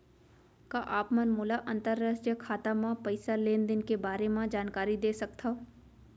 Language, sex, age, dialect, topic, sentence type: Chhattisgarhi, female, 18-24, Central, banking, question